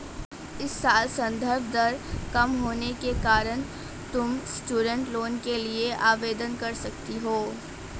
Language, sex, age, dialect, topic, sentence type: Hindi, female, 18-24, Hindustani Malvi Khadi Boli, banking, statement